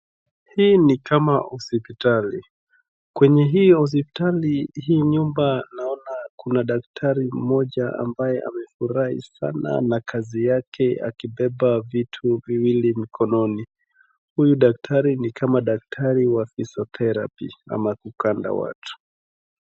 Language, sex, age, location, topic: Swahili, male, 25-35, Wajir, health